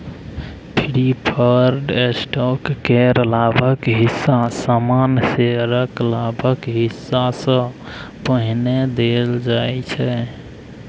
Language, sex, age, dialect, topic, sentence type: Maithili, male, 18-24, Bajjika, banking, statement